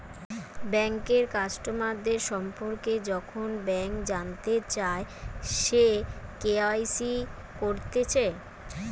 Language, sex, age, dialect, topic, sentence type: Bengali, female, 31-35, Western, banking, statement